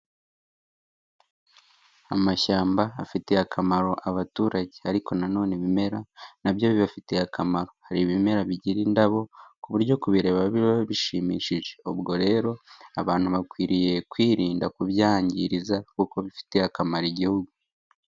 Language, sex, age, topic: Kinyarwanda, male, 18-24, agriculture